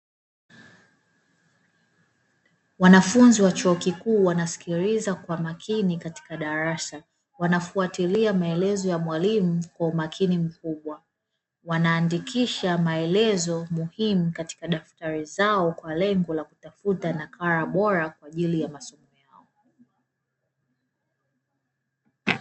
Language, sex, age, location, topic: Swahili, female, 18-24, Dar es Salaam, education